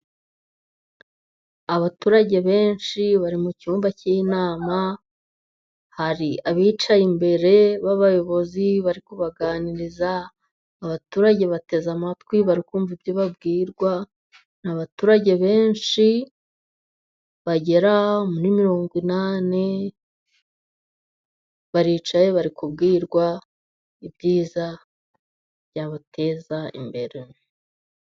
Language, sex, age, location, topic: Kinyarwanda, female, 25-35, Musanze, government